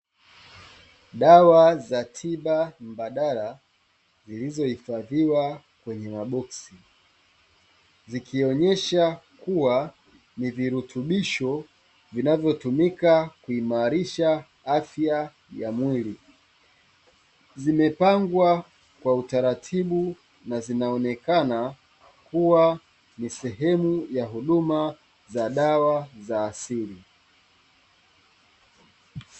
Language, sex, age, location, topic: Swahili, male, 25-35, Dar es Salaam, health